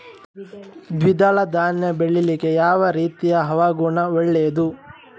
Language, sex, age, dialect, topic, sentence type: Kannada, male, 18-24, Coastal/Dakshin, agriculture, question